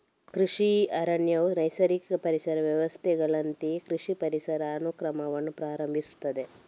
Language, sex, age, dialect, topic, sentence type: Kannada, female, 36-40, Coastal/Dakshin, agriculture, statement